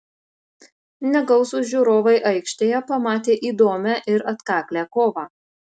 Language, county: Lithuanian, Marijampolė